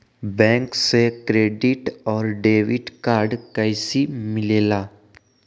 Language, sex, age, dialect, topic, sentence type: Magahi, male, 18-24, Western, banking, question